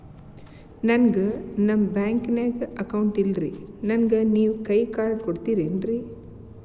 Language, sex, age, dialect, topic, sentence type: Kannada, female, 46-50, Dharwad Kannada, banking, question